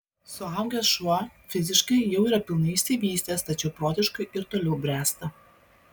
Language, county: Lithuanian, Klaipėda